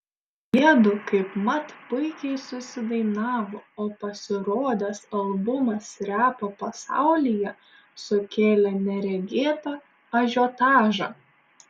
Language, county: Lithuanian, Šiauliai